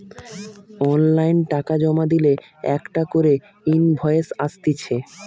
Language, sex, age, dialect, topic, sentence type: Bengali, male, 18-24, Western, banking, statement